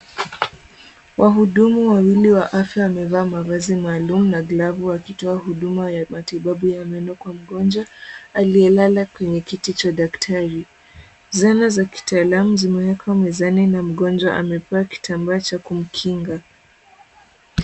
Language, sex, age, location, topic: Swahili, female, 18-24, Kisumu, health